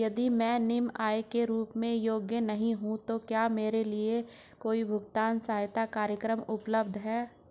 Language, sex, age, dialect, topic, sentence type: Hindi, male, 46-50, Hindustani Malvi Khadi Boli, banking, question